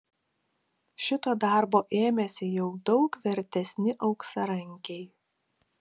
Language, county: Lithuanian, Kaunas